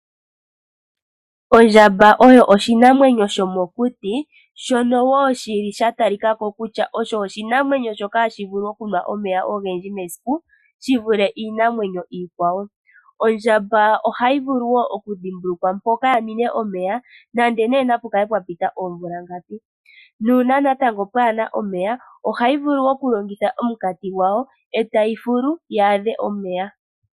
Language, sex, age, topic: Oshiwambo, female, 25-35, agriculture